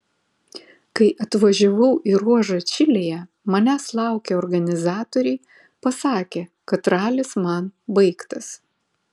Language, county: Lithuanian, Vilnius